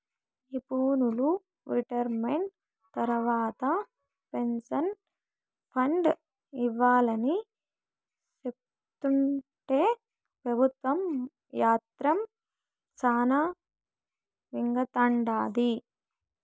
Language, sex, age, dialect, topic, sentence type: Telugu, female, 18-24, Southern, banking, statement